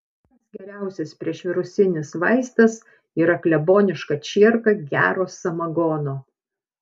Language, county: Lithuanian, Panevėžys